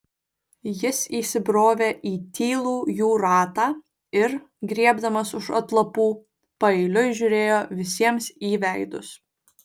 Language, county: Lithuanian, Vilnius